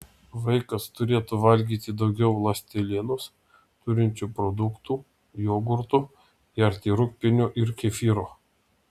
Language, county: Lithuanian, Vilnius